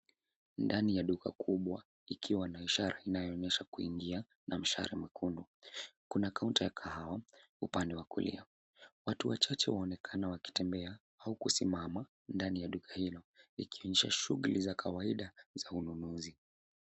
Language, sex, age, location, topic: Swahili, male, 18-24, Nairobi, finance